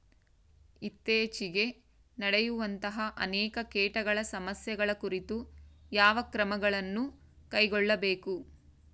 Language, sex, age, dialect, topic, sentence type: Kannada, female, 25-30, Central, agriculture, question